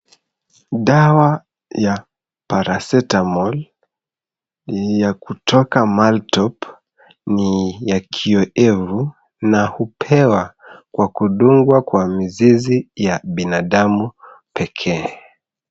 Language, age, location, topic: Swahili, 25-35, Nairobi, health